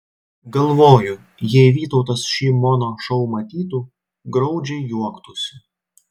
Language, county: Lithuanian, Klaipėda